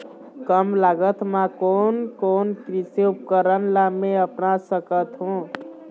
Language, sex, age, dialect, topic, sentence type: Chhattisgarhi, male, 18-24, Eastern, agriculture, question